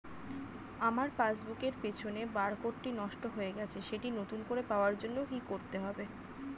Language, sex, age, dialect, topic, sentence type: Bengali, female, 25-30, Standard Colloquial, banking, question